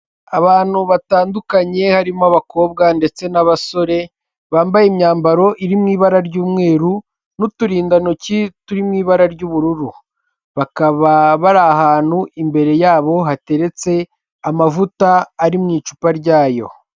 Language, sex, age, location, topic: Kinyarwanda, male, 18-24, Kigali, health